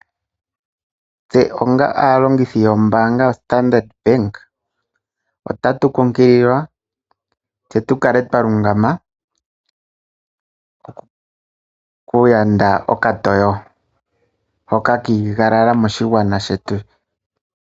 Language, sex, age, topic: Oshiwambo, male, 25-35, finance